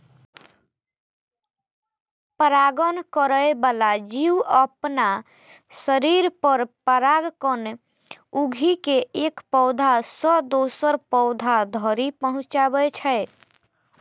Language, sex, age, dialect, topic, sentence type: Maithili, female, 25-30, Eastern / Thethi, agriculture, statement